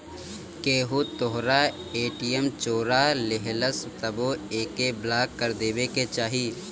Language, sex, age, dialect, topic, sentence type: Bhojpuri, male, 18-24, Northern, banking, statement